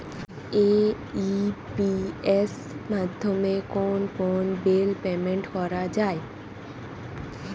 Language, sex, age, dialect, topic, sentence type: Bengali, female, 18-24, Rajbangshi, banking, question